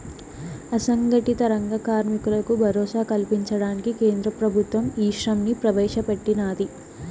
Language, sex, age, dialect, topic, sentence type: Telugu, female, 18-24, Southern, banking, statement